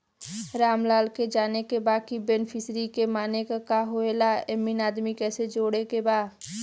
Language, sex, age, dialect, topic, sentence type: Bhojpuri, female, 18-24, Western, banking, question